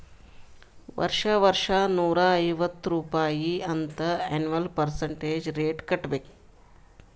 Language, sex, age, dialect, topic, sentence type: Kannada, female, 36-40, Northeastern, banking, statement